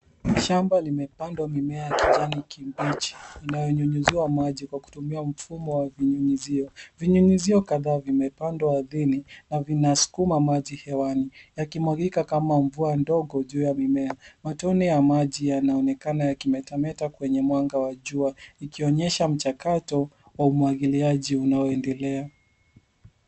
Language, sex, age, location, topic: Swahili, male, 18-24, Nairobi, agriculture